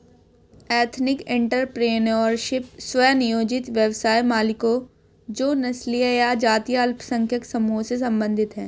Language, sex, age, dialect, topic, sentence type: Hindi, female, 31-35, Hindustani Malvi Khadi Boli, banking, statement